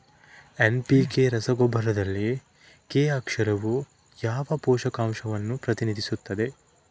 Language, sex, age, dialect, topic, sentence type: Kannada, male, 25-30, Central, agriculture, question